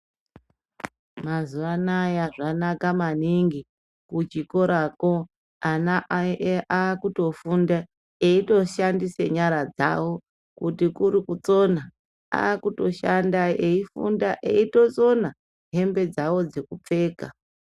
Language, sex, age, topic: Ndau, male, 36-49, education